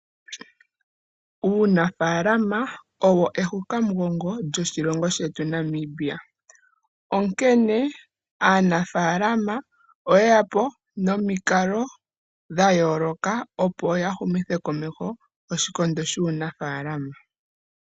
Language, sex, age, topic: Oshiwambo, female, 18-24, agriculture